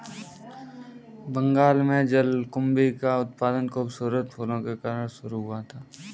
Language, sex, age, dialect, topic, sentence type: Hindi, male, 18-24, Kanauji Braj Bhasha, agriculture, statement